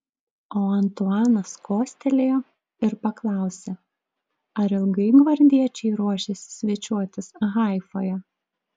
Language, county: Lithuanian, Klaipėda